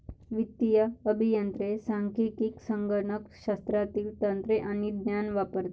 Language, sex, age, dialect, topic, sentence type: Marathi, female, 60-100, Varhadi, banking, statement